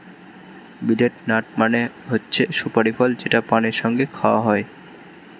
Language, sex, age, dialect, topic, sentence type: Bengali, male, 18-24, Standard Colloquial, agriculture, statement